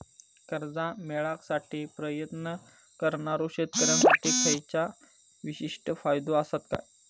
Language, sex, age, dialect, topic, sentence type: Marathi, male, 25-30, Southern Konkan, agriculture, statement